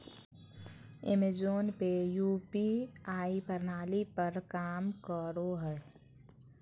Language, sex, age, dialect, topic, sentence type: Magahi, female, 25-30, Southern, banking, statement